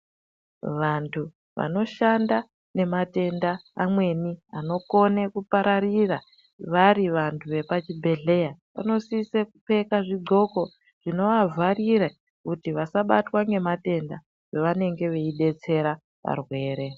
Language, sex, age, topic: Ndau, female, 36-49, health